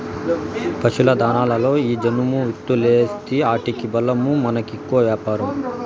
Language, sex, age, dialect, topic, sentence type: Telugu, male, 46-50, Southern, agriculture, statement